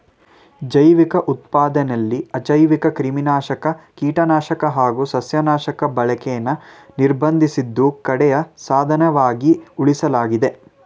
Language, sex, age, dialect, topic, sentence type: Kannada, male, 18-24, Mysore Kannada, agriculture, statement